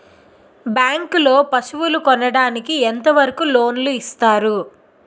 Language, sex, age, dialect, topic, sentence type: Telugu, female, 56-60, Utterandhra, agriculture, question